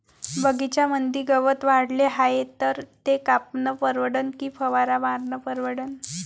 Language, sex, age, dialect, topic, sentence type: Marathi, female, 18-24, Varhadi, agriculture, question